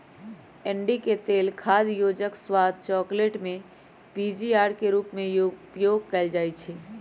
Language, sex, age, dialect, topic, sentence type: Magahi, female, 25-30, Western, agriculture, statement